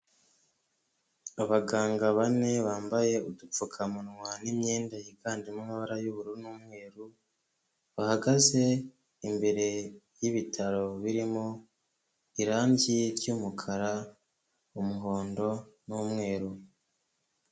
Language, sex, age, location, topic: Kinyarwanda, male, 25-35, Kigali, health